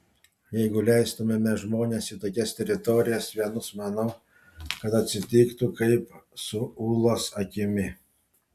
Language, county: Lithuanian, Panevėžys